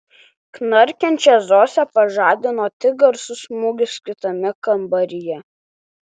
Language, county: Lithuanian, Alytus